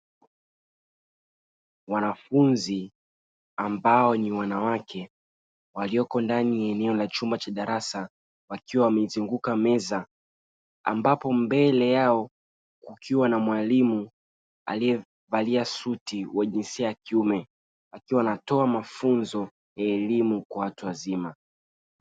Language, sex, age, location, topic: Swahili, male, 36-49, Dar es Salaam, education